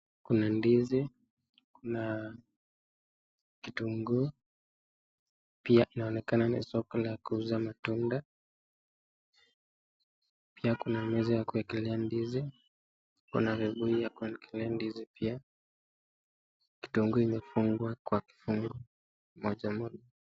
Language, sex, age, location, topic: Swahili, male, 18-24, Nakuru, finance